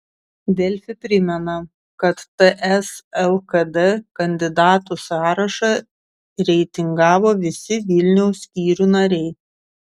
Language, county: Lithuanian, Šiauliai